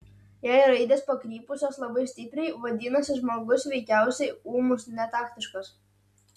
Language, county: Lithuanian, Utena